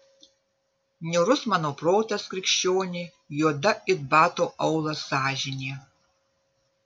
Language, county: Lithuanian, Vilnius